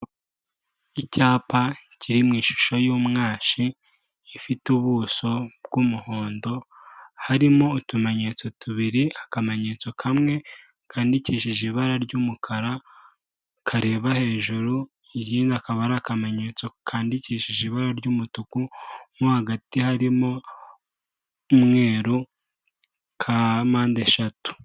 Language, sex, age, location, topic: Kinyarwanda, male, 18-24, Kigali, government